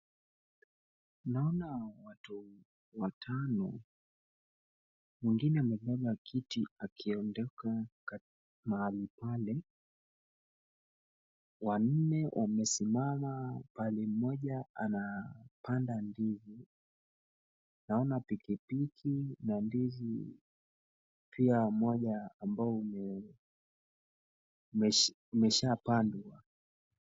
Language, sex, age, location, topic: Swahili, male, 25-35, Kisumu, agriculture